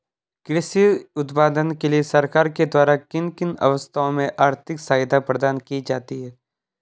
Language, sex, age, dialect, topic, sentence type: Hindi, male, 18-24, Garhwali, agriculture, question